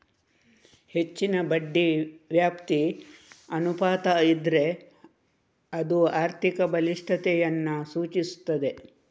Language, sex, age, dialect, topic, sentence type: Kannada, female, 36-40, Coastal/Dakshin, banking, statement